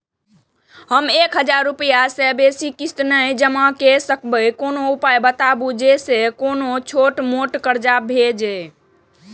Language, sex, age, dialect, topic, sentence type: Maithili, female, 18-24, Eastern / Thethi, banking, question